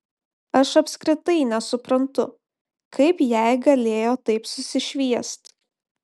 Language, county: Lithuanian, Panevėžys